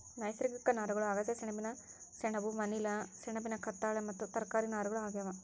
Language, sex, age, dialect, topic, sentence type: Kannada, male, 60-100, Central, agriculture, statement